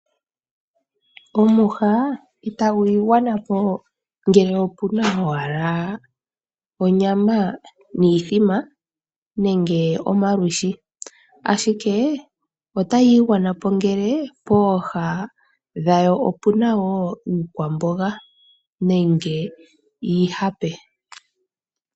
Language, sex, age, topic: Oshiwambo, female, 25-35, agriculture